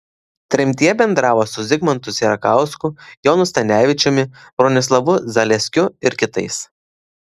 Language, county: Lithuanian, Klaipėda